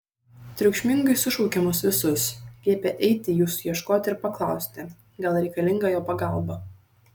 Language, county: Lithuanian, Šiauliai